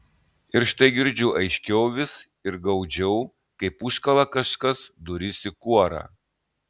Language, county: Lithuanian, Klaipėda